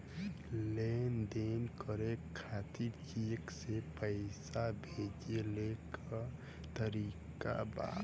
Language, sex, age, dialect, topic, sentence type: Bhojpuri, female, 18-24, Western, banking, question